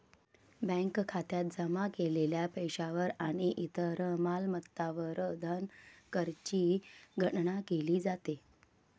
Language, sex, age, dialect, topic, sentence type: Marathi, female, 31-35, Varhadi, banking, statement